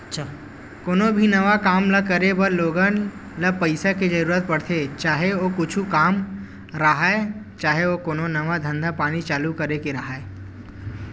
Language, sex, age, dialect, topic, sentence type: Chhattisgarhi, male, 18-24, Western/Budati/Khatahi, banking, statement